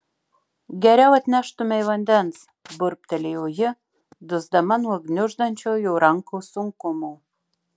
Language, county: Lithuanian, Marijampolė